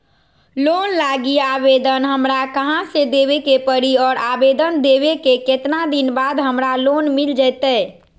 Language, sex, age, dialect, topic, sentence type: Magahi, female, 41-45, Western, banking, question